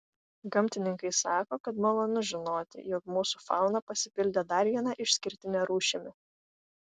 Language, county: Lithuanian, Vilnius